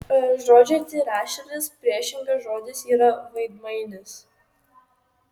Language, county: Lithuanian, Kaunas